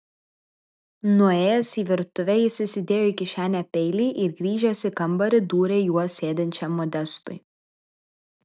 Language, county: Lithuanian, Vilnius